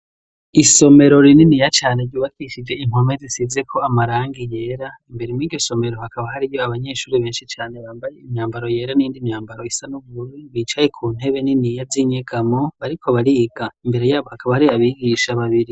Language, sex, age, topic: Rundi, male, 18-24, education